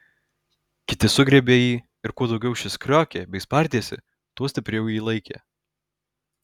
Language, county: Lithuanian, Alytus